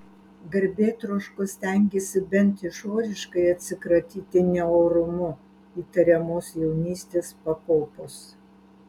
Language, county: Lithuanian, Alytus